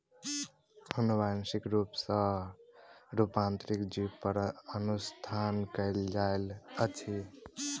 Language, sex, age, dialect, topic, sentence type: Maithili, male, 18-24, Southern/Standard, agriculture, statement